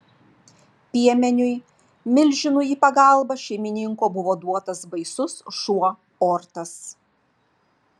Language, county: Lithuanian, Vilnius